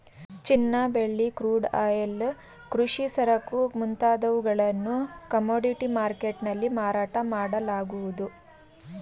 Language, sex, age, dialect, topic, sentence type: Kannada, female, 31-35, Mysore Kannada, banking, statement